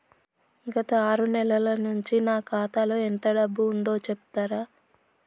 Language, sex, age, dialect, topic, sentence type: Telugu, male, 31-35, Telangana, banking, question